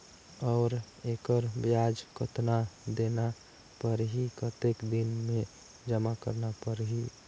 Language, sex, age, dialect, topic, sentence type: Chhattisgarhi, male, 18-24, Northern/Bhandar, banking, question